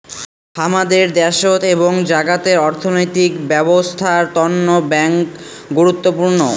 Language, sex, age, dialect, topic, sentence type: Bengali, male, 18-24, Rajbangshi, banking, statement